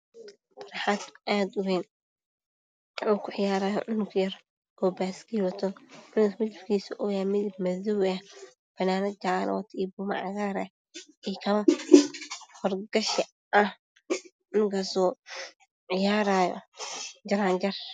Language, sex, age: Somali, female, 18-24